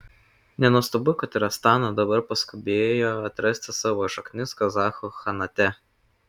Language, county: Lithuanian, Kaunas